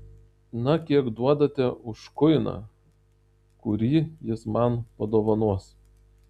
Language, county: Lithuanian, Tauragė